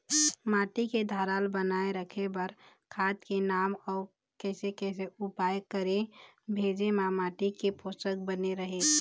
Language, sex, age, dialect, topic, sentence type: Chhattisgarhi, female, 25-30, Eastern, agriculture, question